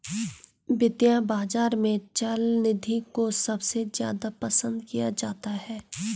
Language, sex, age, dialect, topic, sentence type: Hindi, female, 25-30, Garhwali, banking, statement